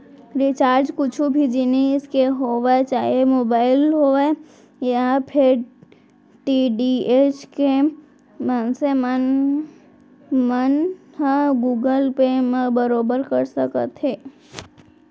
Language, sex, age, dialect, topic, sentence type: Chhattisgarhi, female, 18-24, Central, banking, statement